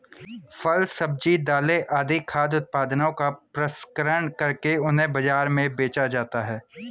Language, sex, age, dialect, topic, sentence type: Hindi, male, 25-30, Hindustani Malvi Khadi Boli, agriculture, statement